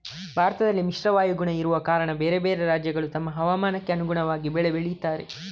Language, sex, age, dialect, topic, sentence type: Kannada, male, 31-35, Coastal/Dakshin, agriculture, statement